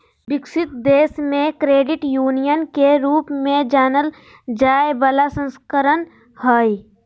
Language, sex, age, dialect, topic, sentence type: Magahi, female, 46-50, Southern, banking, statement